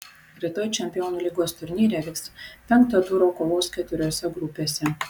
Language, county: Lithuanian, Vilnius